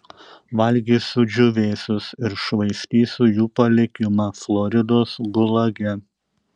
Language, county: Lithuanian, Šiauliai